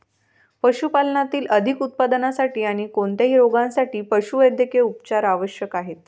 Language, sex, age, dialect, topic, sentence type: Marathi, female, 25-30, Varhadi, agriculture, statement